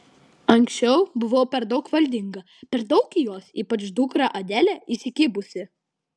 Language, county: Lithuanian, Klaipėda